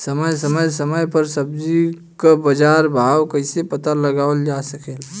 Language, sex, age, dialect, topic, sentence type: Bhojpuri, male, 25-30, Western, agriculture, question